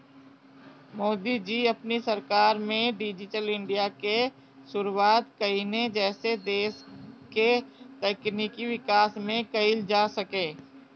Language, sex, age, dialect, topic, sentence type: Bhojpuri, female, 36-40, Northern, banking, statement